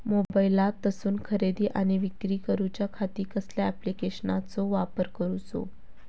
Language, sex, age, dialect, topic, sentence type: Marathi, female, 18-24, Southern Konkan, agriculture, question